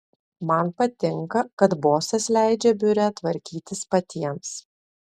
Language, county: Lithuanian, Alytus